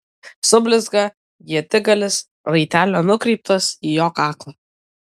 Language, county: Lithuanian, Kaunas